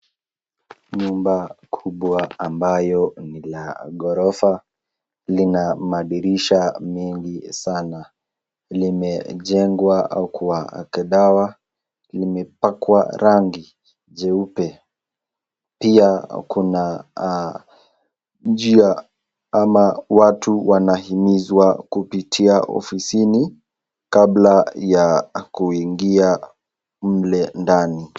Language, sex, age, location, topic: Swahili, male, 18-24, Nakuru, education